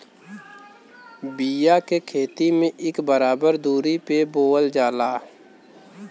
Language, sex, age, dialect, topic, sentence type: Bhojpuri, male, 18-24, Western, agriculture, statement